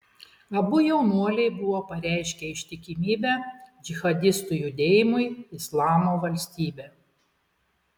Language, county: Lithuanian, Klaipėda